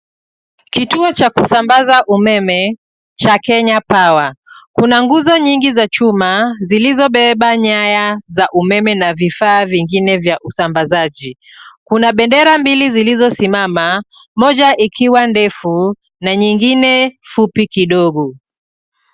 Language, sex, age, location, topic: Swahili, female, 36-49, Nairobi, government